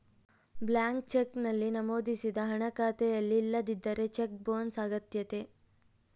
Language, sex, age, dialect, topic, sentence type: Kannada, female, 18-24, Central, banking, statement